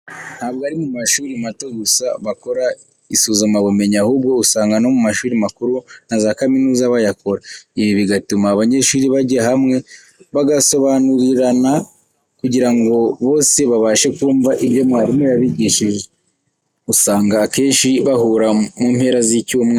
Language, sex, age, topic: Kinyarwanda, male, 18-24, education